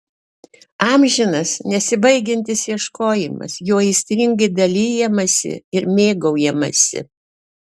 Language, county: Lithuanian, Alytus